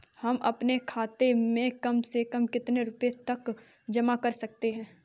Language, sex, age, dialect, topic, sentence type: Hindi, female, 18-24, Kanauji Braj Bhasha, banking, question